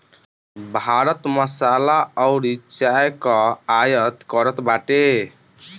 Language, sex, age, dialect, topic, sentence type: Bhojpuri, male, 60-100, Northern, banking, statement